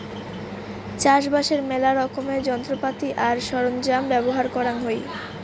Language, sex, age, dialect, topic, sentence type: Bengali, female, <18, Rajbangshi, agriculture, statement